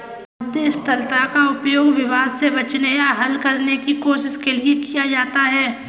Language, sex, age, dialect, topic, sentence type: Hindi, female, 18-24, Kanauji Braj Bhasha, banking, statement